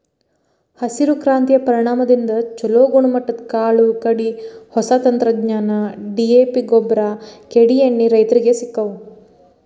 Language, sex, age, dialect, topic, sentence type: Kannada, female, 18-24, Dharwad Kannada, agriculture, statement